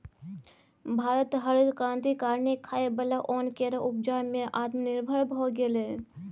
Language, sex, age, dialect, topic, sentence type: Maithili, female, 25-30, Bajjika, agriculture, statement